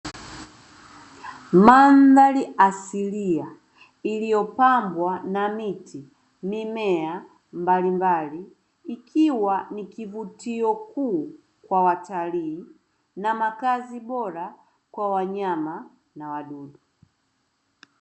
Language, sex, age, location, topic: Swahili, female, 25-35, Dar es Salaam, agriculture